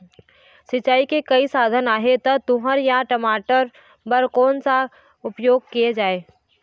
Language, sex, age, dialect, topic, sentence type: Chhattisgarhi, female, 41-45, Eastern, agriculture, question